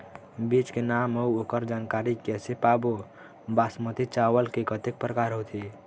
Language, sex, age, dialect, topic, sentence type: Chhattisgarhi, male, 18-24, Eastern, agriculture, question